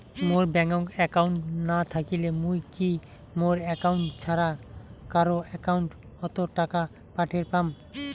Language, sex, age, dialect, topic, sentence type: Bengali, male, 18-24, Rajbangshi, banking, question